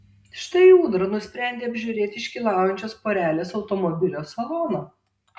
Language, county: Lithuanian, Tauragė